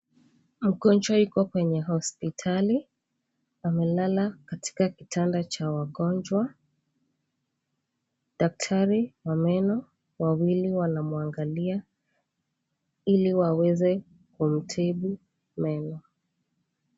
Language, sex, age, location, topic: Swahili, female, 25-35, Mombasa, health